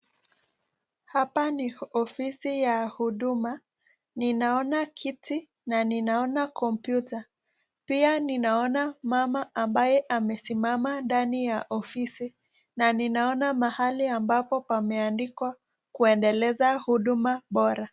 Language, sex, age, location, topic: Swahili, female, 18-24, Nakuru, government